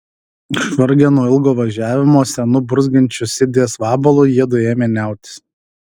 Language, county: Lithuanian, Alytus